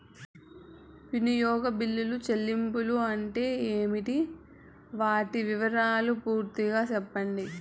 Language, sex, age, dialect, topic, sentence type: Telugu, female, 18-24, Southern, banking, question